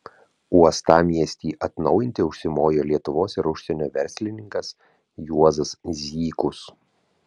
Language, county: Lithuanian, Vilnius